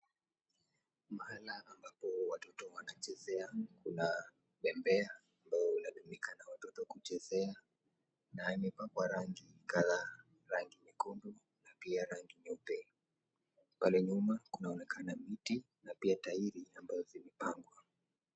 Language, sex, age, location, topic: Swahili, male, 18-24, Kisii, education